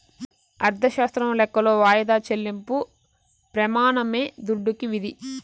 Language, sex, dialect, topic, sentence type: Telugu, female, Southern, banking, statement